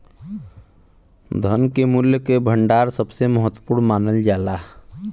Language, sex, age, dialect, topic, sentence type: Bhojpuri, male, 25-30, Western, banking, statement